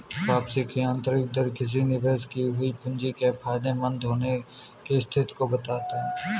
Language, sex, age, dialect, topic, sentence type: Hindi, male, 18-24, Kanauji Braj Bhasha, banking, statement